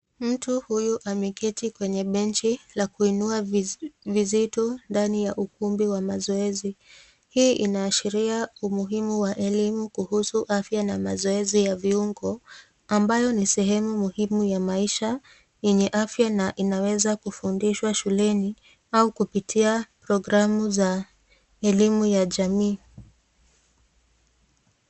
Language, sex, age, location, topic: Swahili, female, 25-35, Nakuru, education